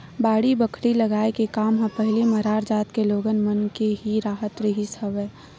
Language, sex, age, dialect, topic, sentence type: Chhattisgarhi, female, 18-24, Western/Budati/Khatahi, agriculture, statement